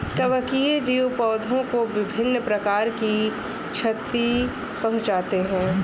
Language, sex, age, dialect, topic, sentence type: Hindi, female, 25-30, Awadhi Bundeli, agriculture, statement